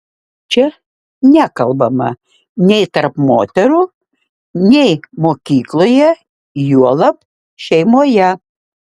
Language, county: Lithuanian, Šiauliai